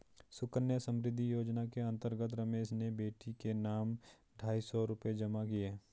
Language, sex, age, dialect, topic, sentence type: Hindi, male, 25-30, Garhwali, banking, statement